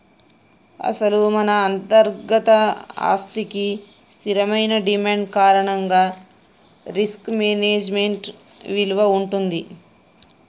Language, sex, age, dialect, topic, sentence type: Telugu, female, 41-45, Telangana, banking, statement